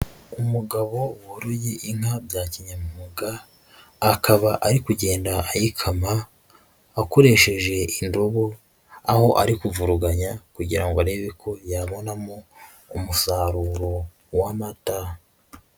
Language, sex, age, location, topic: Kinyarwanda, male, 25-35, Huye, agriculture